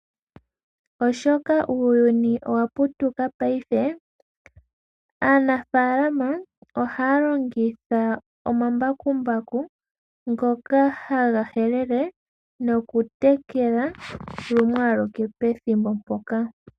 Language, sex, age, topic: Oshiwambo, female, 18-24, agriculture